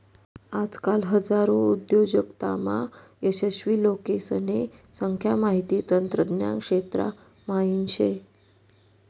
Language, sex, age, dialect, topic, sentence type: Marathi, female, 31-35, Northern Konkan, banking, statement